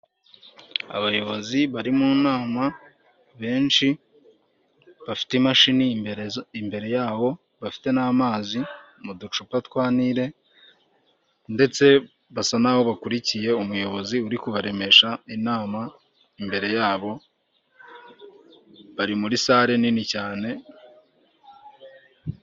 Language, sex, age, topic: Kinyarwanda, male, 18-24, government